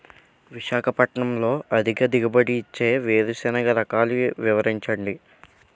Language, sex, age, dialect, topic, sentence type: Telugu, male, 18-24, Utterandhra, agriculture, question